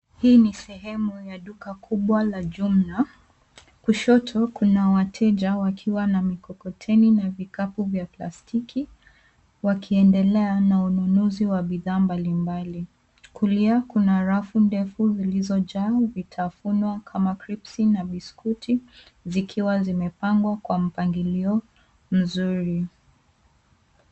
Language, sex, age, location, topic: Swahili, female, 18-24, Nairobi, finance